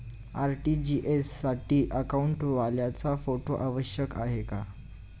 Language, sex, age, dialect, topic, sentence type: Marathi, male, 18-24, Standard Marathi, banking, question